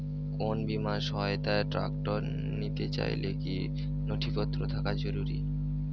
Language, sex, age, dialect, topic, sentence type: Bengali, male, 18-24, Rajbangshi, agriculture, question